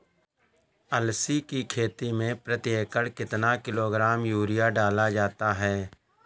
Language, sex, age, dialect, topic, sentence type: Hindi, male, 18-24, Awadhi Bundeli, agriculture, question